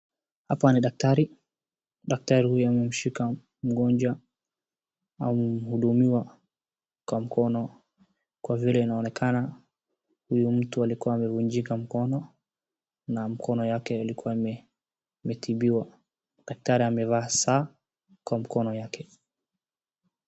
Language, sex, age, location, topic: Swahili, male, 18-24, Wajir, health